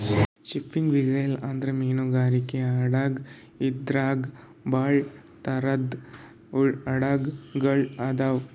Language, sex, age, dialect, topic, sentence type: Kannada, male, 18-24, Northeastern, agriculture, statement